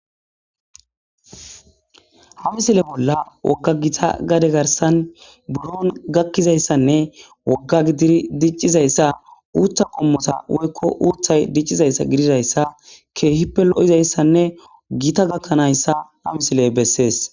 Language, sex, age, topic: Gamo, male, 18-24, agriculture